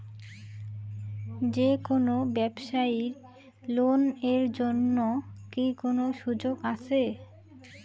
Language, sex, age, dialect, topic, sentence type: Bengali, female, 18-24, Rajbangshi, banking, question